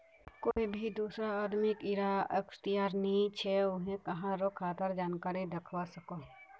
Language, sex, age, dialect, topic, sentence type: Magahi, female, 46-50, Northeastern/Surjapuri, banking, statement